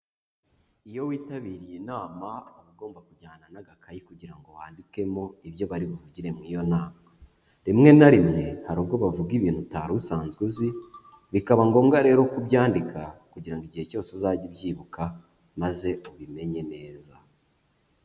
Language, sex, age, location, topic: Kinyarwanda, male, 25-35, Huye, education